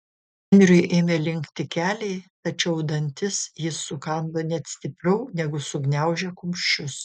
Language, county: Lithuanian, Šiauliai